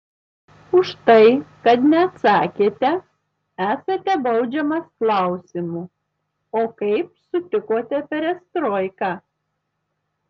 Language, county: Lithuanian, Tauragė